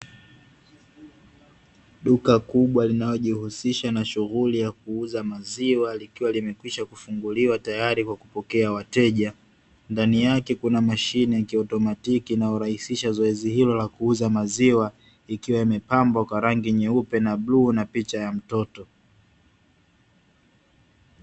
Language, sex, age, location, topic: Swahili, male, 18-24, Dar es Salaam, finance